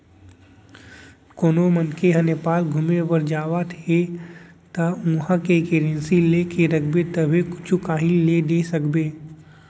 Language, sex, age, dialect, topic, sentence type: Chhattisgarhi, male, 18-24, Central, banking, statement